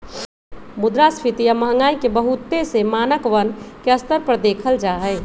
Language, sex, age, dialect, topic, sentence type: Magahi, male, 18-24, Western, banking, statement